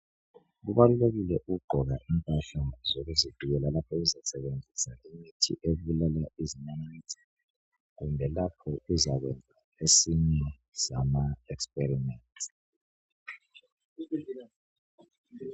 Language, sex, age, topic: North Ndebele, male, 25-35, health